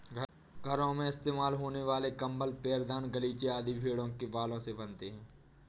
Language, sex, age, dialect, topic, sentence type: Hindi, male, 18-24, Awadhi Bundeli, agriculture, statement